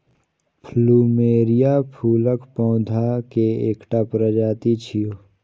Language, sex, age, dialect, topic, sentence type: Maithili, male, 18-24, Eastern / Thethi, agriculture, statement